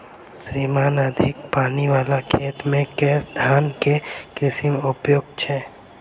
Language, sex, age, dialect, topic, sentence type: Maithili, male, 18-24, Southern/Standard, agriculture, question